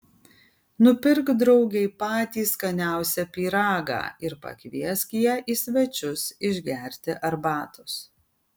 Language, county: Lithuanian, Kaunas